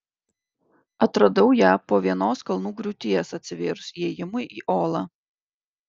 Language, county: Lithuanian, Klaipėda